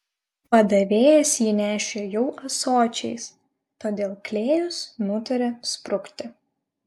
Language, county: Lithuanian, Vilnius